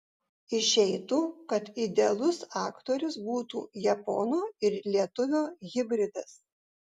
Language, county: Lithuanian, Vilnius